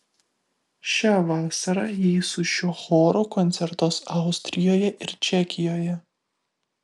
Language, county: Lithuanian, Vilnius